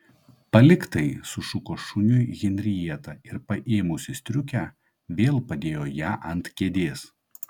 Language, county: Lithuanian, Klaipėda